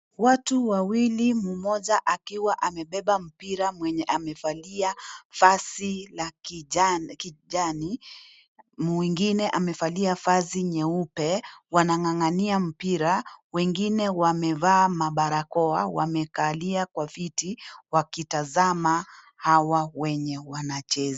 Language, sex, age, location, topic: Swahili, female, 36-49, Kisii, government